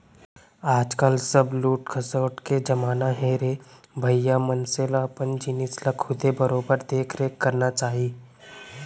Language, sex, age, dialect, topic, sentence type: Chhattisgarhi, male, 18-24, Central, banking, statement